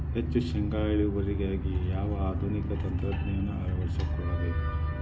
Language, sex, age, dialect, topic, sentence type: Kannada, male, 41-45, Dharwad Kannada, agriculture, question